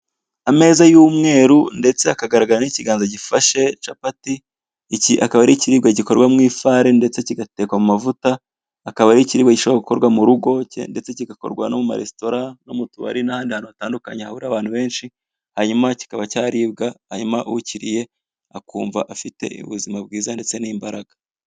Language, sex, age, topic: Kinyarwanda, male, 25-35, finance